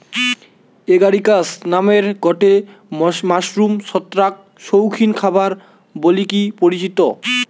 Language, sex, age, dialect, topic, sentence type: Bengali, male, 18-24, Western, agriculture, statement